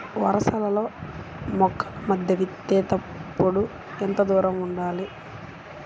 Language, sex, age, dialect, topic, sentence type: Telugu, female, 36-40, Central/Coastal, agriculture, question